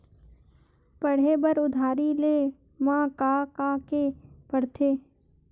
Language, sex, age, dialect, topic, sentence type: Chhattisgarhi, female, 25-30, Western/Budati/Khatahi, banking, question